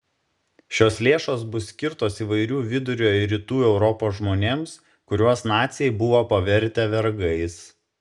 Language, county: Lithuanian, Šiauliai